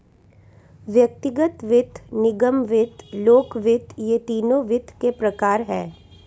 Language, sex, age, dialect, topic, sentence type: Hindi, female, 31-35, Hindustani Malvi Khadi Boli, banking, statement